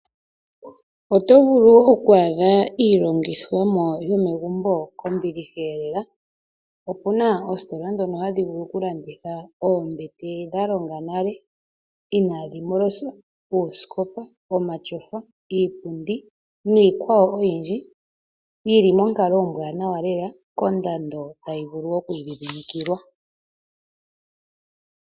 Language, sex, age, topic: Oshiwambo, female, 25-35, finance